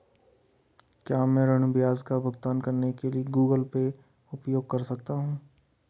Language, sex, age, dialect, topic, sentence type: Hindi, male, 31-35, Marwari Dhudhari, banking, question